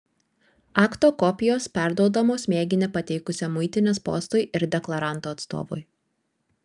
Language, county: Lithuanian, Vilnius